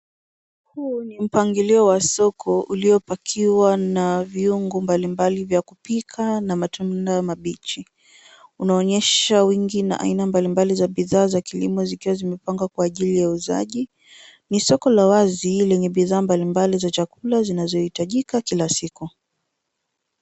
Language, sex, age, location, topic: Swahili, female, 18-24, Nairobi, finance